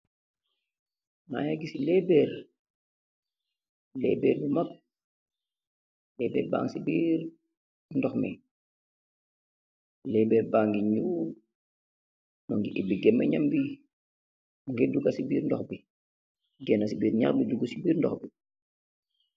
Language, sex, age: Wolof, male, 36-49